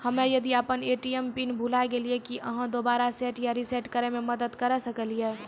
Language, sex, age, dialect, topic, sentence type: Maithili, female, 18-24, Angika, banking, question